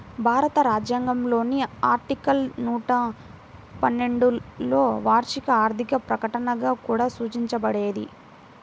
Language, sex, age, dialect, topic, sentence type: Telugu, female, 18-24, Central/Coastal, banking, statement